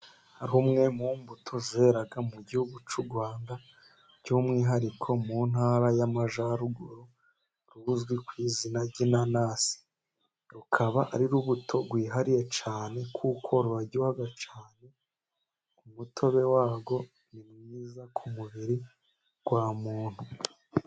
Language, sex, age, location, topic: Kinyarwanda, female, 50+, Musanze, agriculture